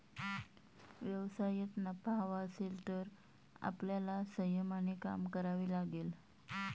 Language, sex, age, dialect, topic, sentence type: Marathi, female, 31-35, Standard Marathi, banking, statement